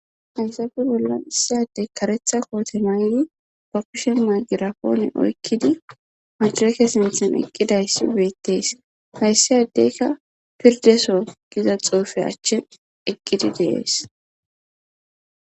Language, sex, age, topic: Gamo, female, 18-24, government